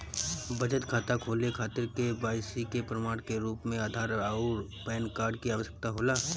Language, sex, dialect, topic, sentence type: Bhojpuri, male, Northern, banking, statement